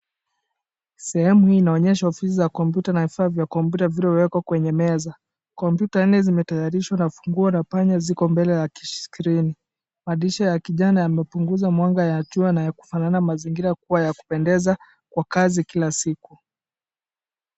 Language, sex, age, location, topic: Swahili, male, 25-35, Kisumu, education